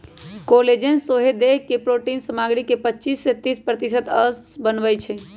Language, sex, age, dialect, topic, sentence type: Magahi, male, 18-24, Western, agriculture, statement